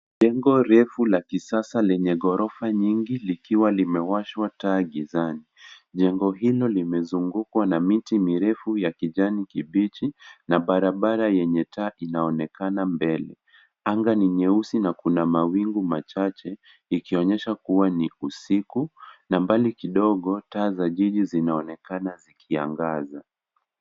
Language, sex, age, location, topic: Swahili, male, 18-24, Nairobi, finance